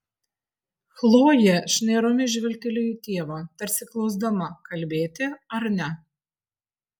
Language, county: Lithuanian, Vilnius